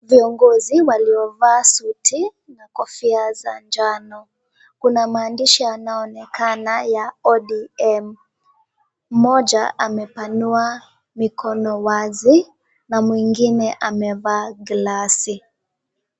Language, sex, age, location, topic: Swahili, female, 18-24, Kisumu, government